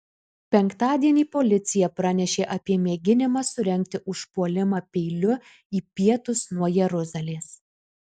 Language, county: Lithuanian, Alytus